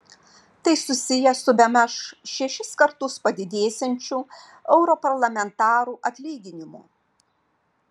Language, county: Lithuanian, Vilnius